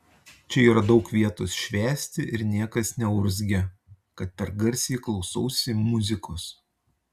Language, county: Lithuanian, Utena